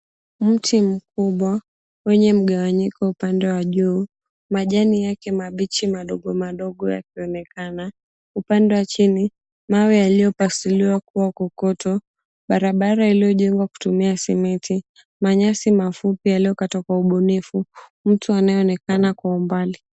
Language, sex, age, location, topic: Swahili, female, 18-24, Mombasa, agriculture